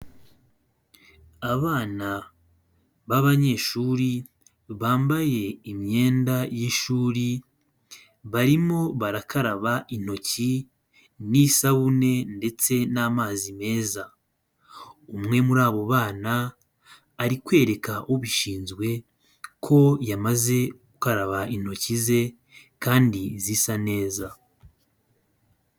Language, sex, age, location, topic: Kinyarwanda, male, 25-35, Kigali, health